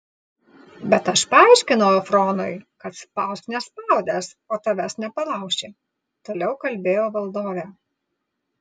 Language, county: Lithuanian, Vilnius